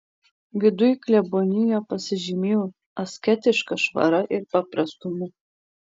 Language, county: Lithuanian, Marijampolė